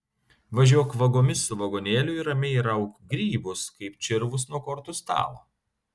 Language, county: Lithuanian, Kaunas